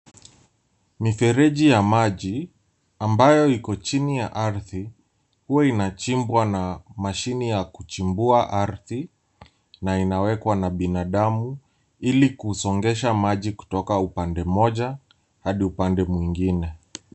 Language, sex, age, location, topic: Swahili, male, 18-24, Nairobi, government